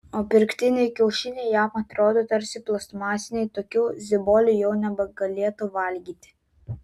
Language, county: Lithuanian, Vilnius